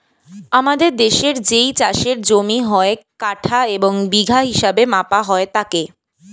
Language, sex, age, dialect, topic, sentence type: Bengali, female, <18, Standard Colloquial, agriculture, statement